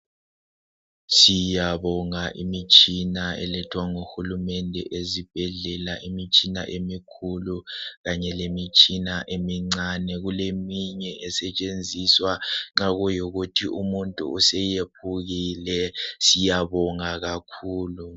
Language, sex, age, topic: North Ndebele, male, 18-24, health